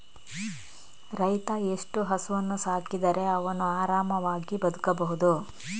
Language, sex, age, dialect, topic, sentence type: Kannada, female, 18-24, Coastal/Dakshin, agriculture, question